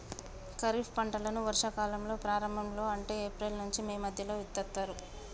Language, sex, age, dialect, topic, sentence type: Telugu, female, 31-35, Telangana, agriculture, statement